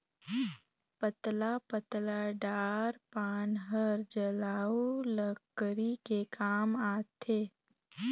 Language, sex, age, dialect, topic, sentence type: Chhattisgarhi, female, 18-24, Northern/Bhandar, agriculture, statement